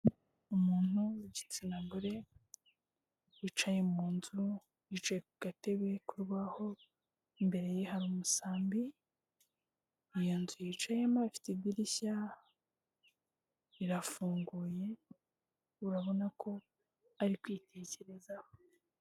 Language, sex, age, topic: Kinyarwanda, female, 18-24, health